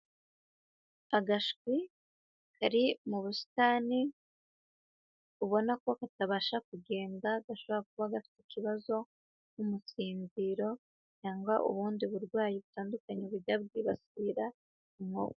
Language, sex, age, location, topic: Kinyarwanda, female, 25-35, Huye, agriculture